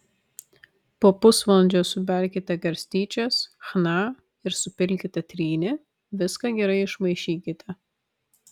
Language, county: Lithuanian, Vilnius